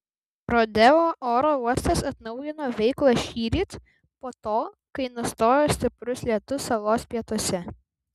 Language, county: Lithuanian, Vilnius